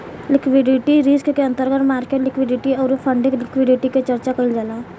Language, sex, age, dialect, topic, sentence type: Bhojpuri, female, 18-24, Southern / Standard, banking, statement